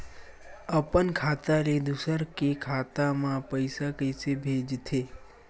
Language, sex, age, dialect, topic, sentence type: Chhattisgarhi, male, 18-24, Western/Budati/Khatahi, banking, question